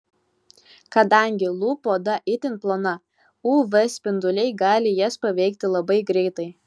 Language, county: Lithuanian, Telšiai